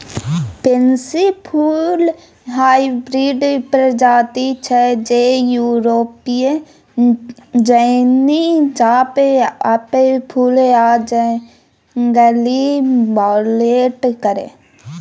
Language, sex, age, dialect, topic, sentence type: Maithili, female, 25-30, Bajjika, agriculture, statement